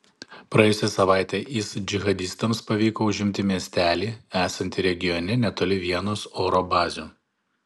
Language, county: Lithuanian, Panevėžys